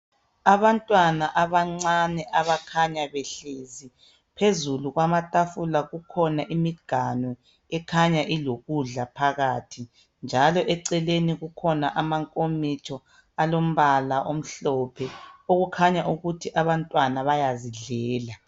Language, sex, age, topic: North Ndebele, male, 36-49, health